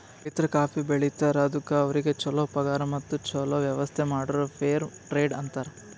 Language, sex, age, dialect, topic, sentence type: Kannada, male, 18-24, Northeastern, banking, statement